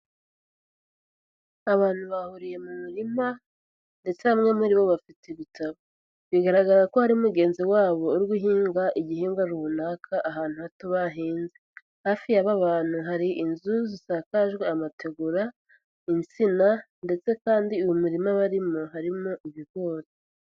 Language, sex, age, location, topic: Kinyarwanda, female, 18-24, Huye, agriculture